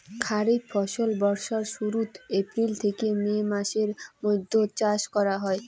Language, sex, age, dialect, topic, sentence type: Bengali, female, 18-24, Rajbangshi, agriculture, statement